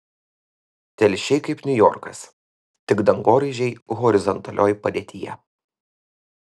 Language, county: Lithuanian, Vilnius